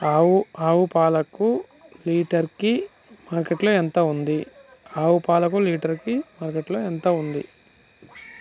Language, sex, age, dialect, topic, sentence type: Telugu, male, 31-35, Telangana, agriculture, question